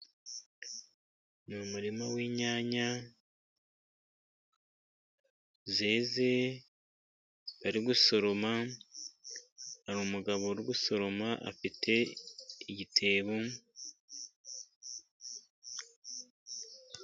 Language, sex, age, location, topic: Kinyarwanda, male, 50+, Musanze, agriculture